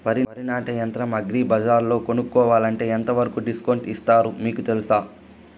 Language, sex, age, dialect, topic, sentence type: Telugu, male, 25-30, Southern, agriculture, question